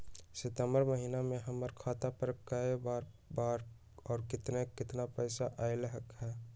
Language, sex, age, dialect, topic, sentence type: Magahi, male, 60-100, Western, banking, question